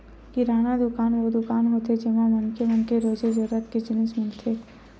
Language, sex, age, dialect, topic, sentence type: Chhattisgarhi, female, 18-24, Western/Budati/Khatahi, agriculture, statement